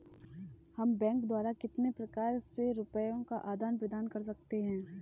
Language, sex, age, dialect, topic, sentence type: Hindi, female, 18-24, Kanauji Braj Bhasha, banking, question